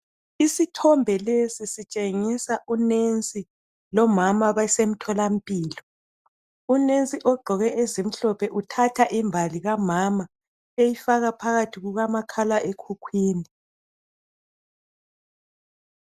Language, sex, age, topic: North Ndebele, female, 36-49, health